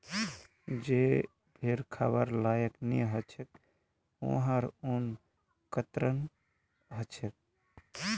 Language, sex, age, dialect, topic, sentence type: Magahi, male, 31-35, Northeastern/Surjapuri, agriculture, statement